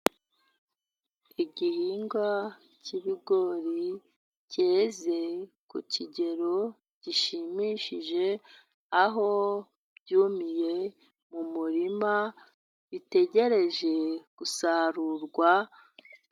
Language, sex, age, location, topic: Kinyarwanda, female, 25-35, Musanze, agriculture